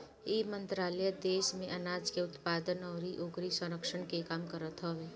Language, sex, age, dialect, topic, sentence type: Bhojpuri, male, 25-30, Northern, agriculture, statement